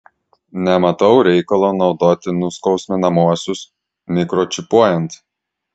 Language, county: Lithuanian, Klaipėda